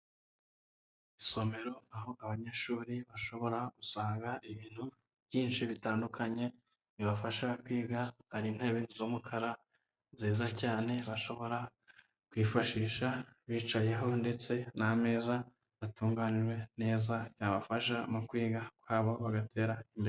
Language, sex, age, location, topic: Kinyarwanda, male, 25-35, Huye, education